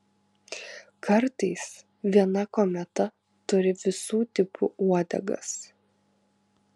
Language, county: Lithuanian, Kaunas